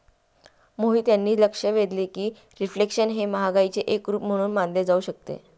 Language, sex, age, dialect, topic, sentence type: Marathi, female, 31-35, Standard Marathi, banking, statement